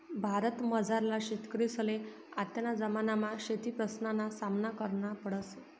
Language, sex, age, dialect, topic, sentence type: Marathi, female, 51-55, Northern Konkan, agriculture, statement